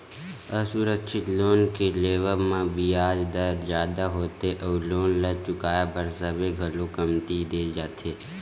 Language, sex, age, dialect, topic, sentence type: Chhattisgarhi, male, 18-24, Western/Budati/Khatahi, banking, statement